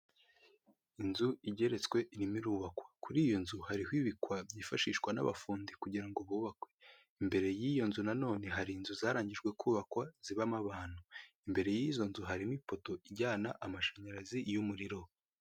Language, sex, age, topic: Kinyarwanda, female, 18-24, government